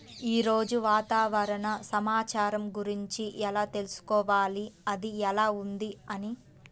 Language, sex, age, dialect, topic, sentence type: Telugu, female, 18-24, Central/Coastal, agriculture, question